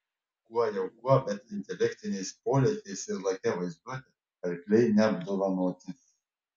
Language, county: Lithuanian, Panevėžys